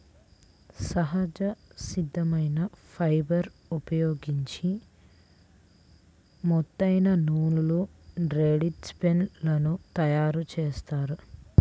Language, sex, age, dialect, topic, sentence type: Telugu, female, 18-24, Central/Coastal, agriculture, statement